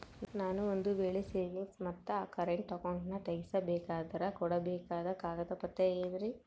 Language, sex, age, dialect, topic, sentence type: Kannada, female, 18-24, Central, banking, question